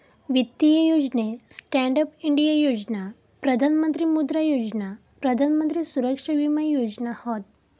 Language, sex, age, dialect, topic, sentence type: Marathi, female, 18-24, Southern Konkan, banking, statement